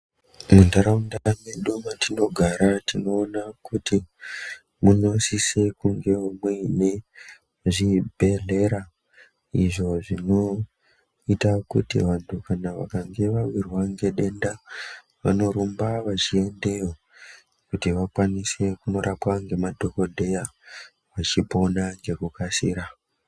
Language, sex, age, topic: Ndau, male, 25-35, health